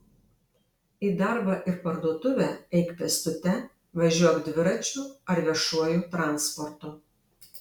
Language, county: Lithuanian, Alytus